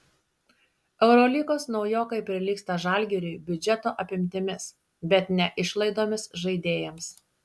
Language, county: Lithuanian, Šiauliai